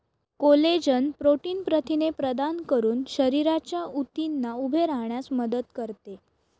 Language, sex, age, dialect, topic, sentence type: Marathi, female, 31-35, Northern Konkan, agriculture, statement